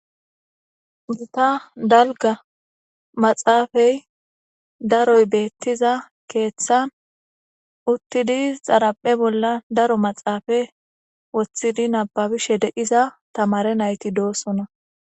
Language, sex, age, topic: Gamo, female, 18-24, government